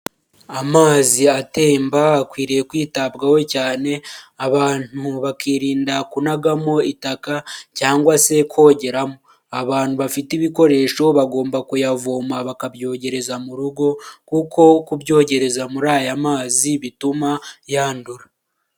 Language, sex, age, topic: Kinyarwanda, male, 18-24, health